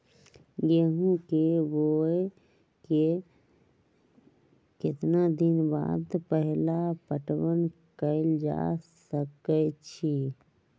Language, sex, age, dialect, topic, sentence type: Magahi, female, 31-35, Western, agriculture, question